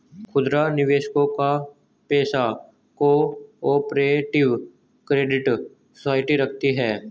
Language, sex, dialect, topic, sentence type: Hindi, male, Hindustani Malvi Khadi Boli, banking, statement